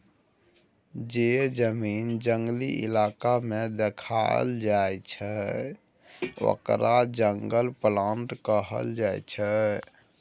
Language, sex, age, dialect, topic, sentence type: Maithili, male, 60-100, Bajjika, agriculture, statement